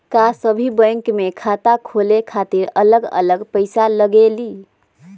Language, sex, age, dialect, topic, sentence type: Magahi, female, 25-30, Western, banking, question